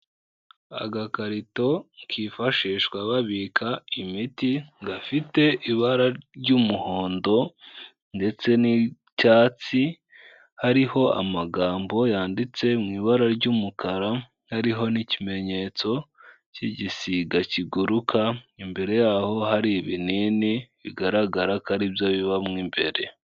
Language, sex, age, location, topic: Kinyarwanda, male, 18-24, Kigali, health